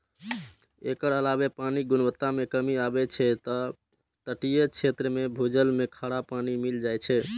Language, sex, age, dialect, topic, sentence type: Maithili, male, 18-24, Eastern / Thethi, agriculture, statement